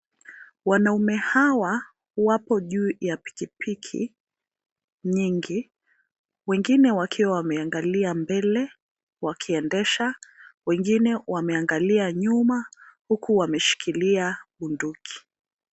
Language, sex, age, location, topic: Swahili, female, 25-35, Nairobi, health